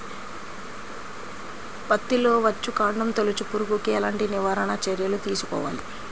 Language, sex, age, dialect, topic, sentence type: Telugu, female, 25-30, Central/Coastal, agriculture, question